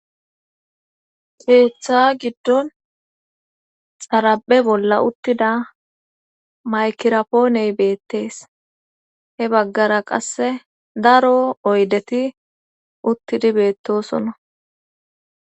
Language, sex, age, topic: Gamo, female, 18-24, government